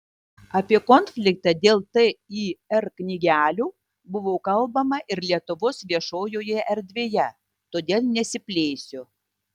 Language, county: Lithuanian, Tauragė